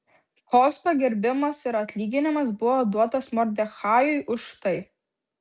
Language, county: Lithuanian, Vilnius